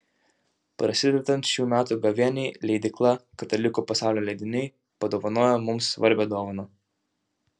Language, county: Lithuanian, Utena